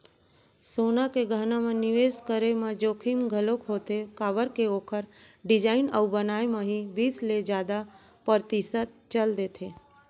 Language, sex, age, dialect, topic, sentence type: Chhattisgarhi, female, 31-35, Central, banking, statement